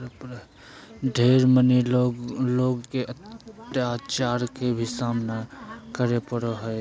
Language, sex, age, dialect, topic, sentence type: Magahi, male, 31-35, Southern, banking, statement